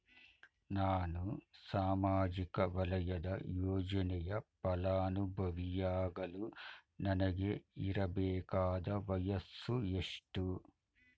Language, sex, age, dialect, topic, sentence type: Kannada, male, 51-55, Mysore Kannada, banking, question